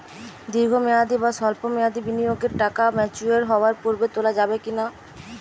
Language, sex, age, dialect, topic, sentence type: Bengali, male, 25-30, Western, banking, question